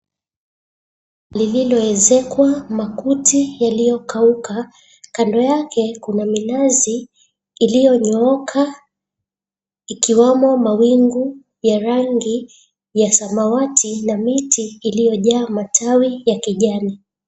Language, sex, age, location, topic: Swahili, female, 25-35, Mombasa, government